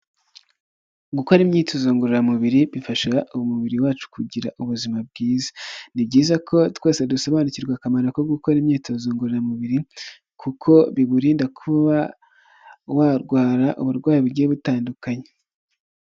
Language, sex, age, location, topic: Kinyarwanda, male, 25-35, Huye, health